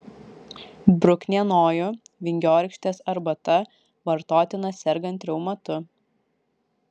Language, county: Lithuanian, Vilnius